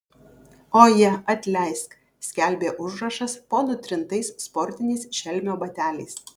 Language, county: Lithuanian, Kaunas